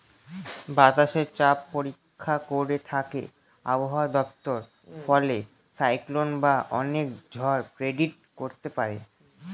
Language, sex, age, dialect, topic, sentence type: Bengali, male, <18, Northern/Varendri, agriculture, statement